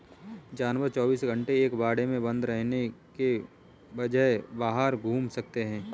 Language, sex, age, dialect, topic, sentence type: Hindi, male, 25-30, Kanauji Braj Bhasha, agriculture, statement